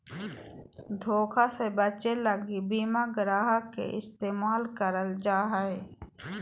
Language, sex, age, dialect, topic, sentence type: Magahi, female, 41-45, Southern, banking, statement